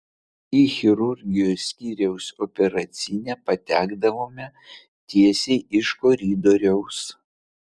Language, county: Lithuanian, Vilnius